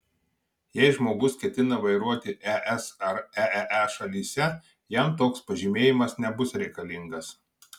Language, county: Lithuanian, Marijampolė